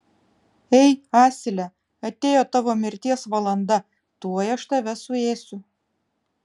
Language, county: Lithuanian, Vilnius